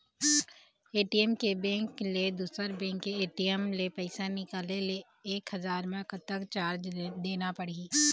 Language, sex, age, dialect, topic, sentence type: Chhattisgarhi, female, 25-30, Eastern, banking, question